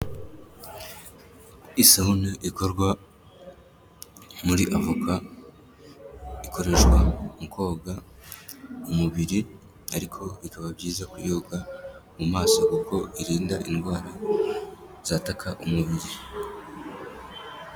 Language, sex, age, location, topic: Kinyarwanda, male, 18-24, Kigali, health